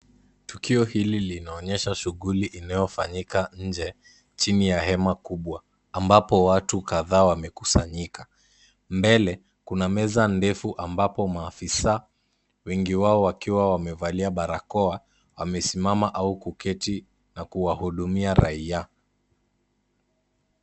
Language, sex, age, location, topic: Swahili, male, 18-24, Kisumu, government